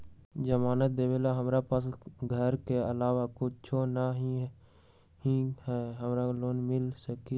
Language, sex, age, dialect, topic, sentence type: Magahi, male, 18-24, Western, banking, question